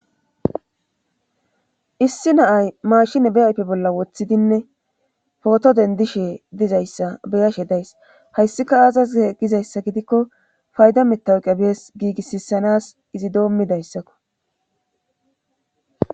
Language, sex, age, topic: Gamo, female, 25-35, government